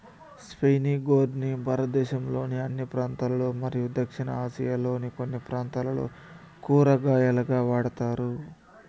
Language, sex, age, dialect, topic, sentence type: Telugu, male, 25-30, Southern, agriculture, statement